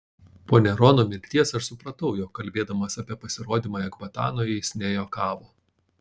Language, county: Lithuanian, Panevėžys